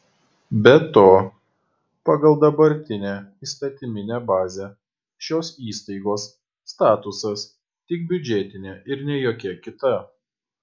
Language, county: Lithuanian, Kaunas